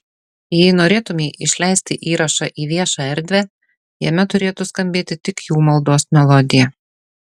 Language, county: Lithuanian, Šiauliai